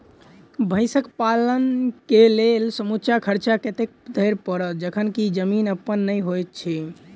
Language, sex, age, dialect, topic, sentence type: Maithili, male, 18-24, Southern/Standard, agriculture, question